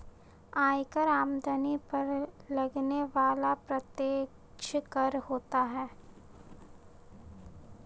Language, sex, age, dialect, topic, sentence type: Hindi, female, 25-30, Marwari Dhudhari, banking, statement